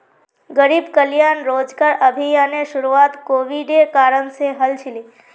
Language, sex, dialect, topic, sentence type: Magahi, female, Northeastern/Surjapuri, banking, statement